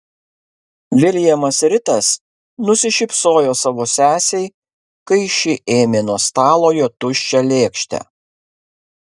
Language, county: Lithuanian, Kaunas